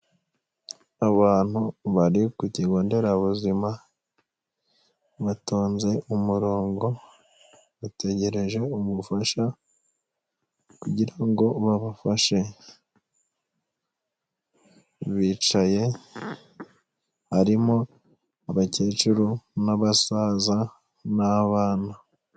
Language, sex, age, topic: Kinyarwanda, male, 25-35, health